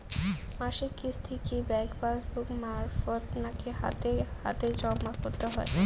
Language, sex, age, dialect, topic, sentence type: Bengali, female, 18-24, Rajbangshi, banking, question